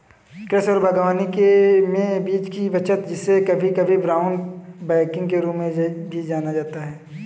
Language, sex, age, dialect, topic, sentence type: Hindi, male, 18-24, Kanauji Braj Bhasha, agriculture, statement